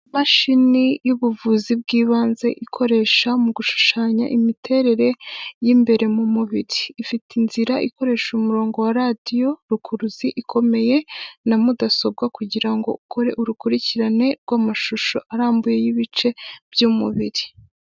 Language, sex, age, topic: Kinyarwanda, female, 18-24, health